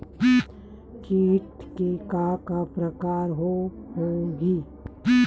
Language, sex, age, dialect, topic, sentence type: Chhattisgarhi, female, 31-35, Western/Budati/Khatahi, agriculture, question